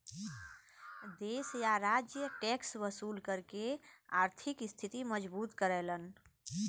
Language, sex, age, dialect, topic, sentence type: Bhojpuri, female, 41-45, Western, banking, statement